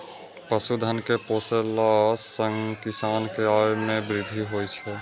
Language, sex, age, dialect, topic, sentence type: Maithili, male, 25-30, Eastern / Thethi, agriculture, statement